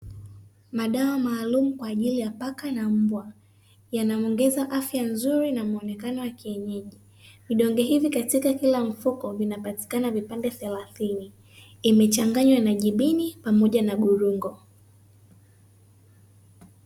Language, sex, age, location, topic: Swahili, female, 18-24, Dar es Salaam, agriculture